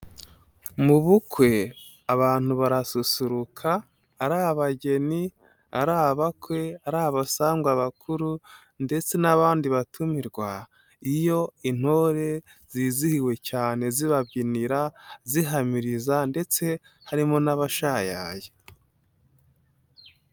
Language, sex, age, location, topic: Kinyarwanda, male, 18-24, Nyagatare, government